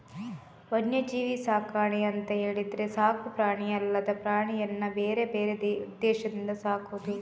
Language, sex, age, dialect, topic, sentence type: Kannada, female, 31-35, Coastal/Dakshin, agriculture, statement